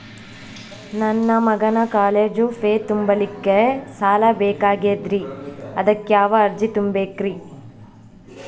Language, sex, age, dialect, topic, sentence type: Kannada, male, 18-24, Dharwad Kannada, banking, question